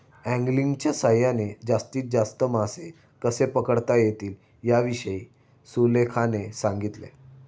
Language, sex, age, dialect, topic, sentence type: Marathi, male, 18-24, Standard Marathi, agriculture, statement